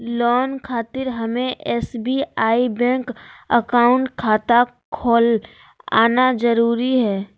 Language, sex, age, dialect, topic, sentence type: Magahi, female, 46-50, Southern, banking, question